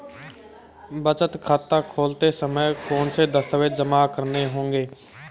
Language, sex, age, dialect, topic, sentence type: Hindi, male, 18-24, Marwari Dhudhari, banking, question